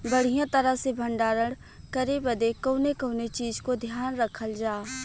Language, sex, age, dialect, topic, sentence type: Bhojpuri, female, 25-30, Western, agriculture, question